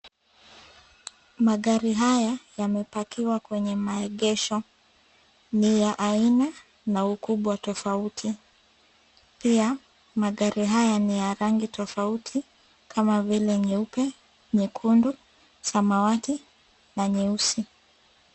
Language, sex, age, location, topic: Swahili, female, 25-35, Nairobi, finance